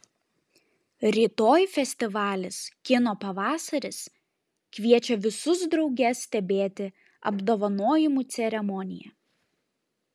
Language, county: Lithuanian, Šiauliai